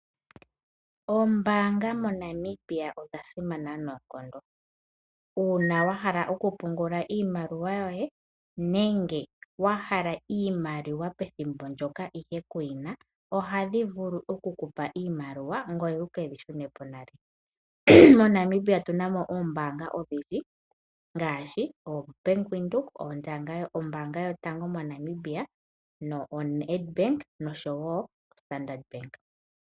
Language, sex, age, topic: Oshiwambo, female, 18-24, finance